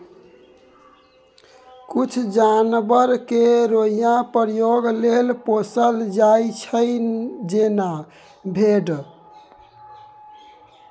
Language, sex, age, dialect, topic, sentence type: Maithili, male, 18-24, Bajjika, agriculture, statement